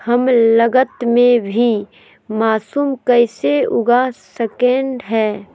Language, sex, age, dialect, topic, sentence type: Magahi, female, 31-35, Southern, agriculture, question